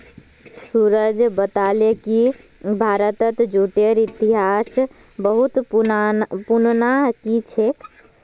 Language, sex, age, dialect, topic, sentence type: Magahi, female, 18-24, Northeastern/Surjapuri, agriculture, statement